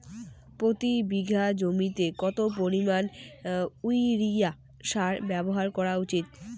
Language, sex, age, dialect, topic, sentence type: Bengali, female, 18-24, Rajbangshi, agriculture, question